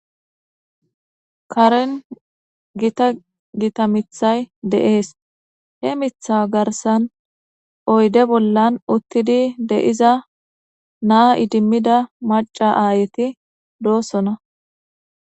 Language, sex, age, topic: Gamo, female, 25-35, government